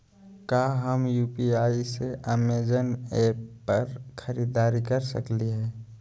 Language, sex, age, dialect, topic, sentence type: Magahi, male, 25-30, Southern, banking, question